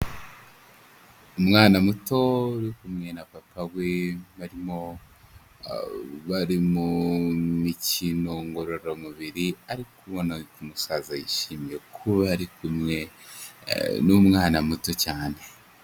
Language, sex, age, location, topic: Kinyarwanda, male, 18-24, Huye, health